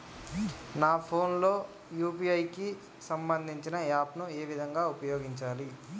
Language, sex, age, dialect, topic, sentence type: Telugu, male, 18-24, Telangana, banking, question